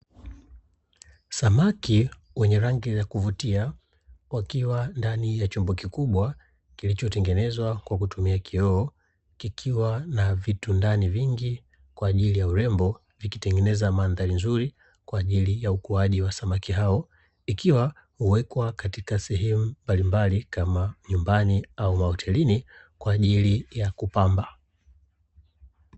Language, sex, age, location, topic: Swahili, male, 25-35, Dar es Salaam, agriculture